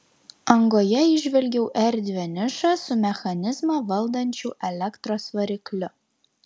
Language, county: Lithuanian, Klaipėda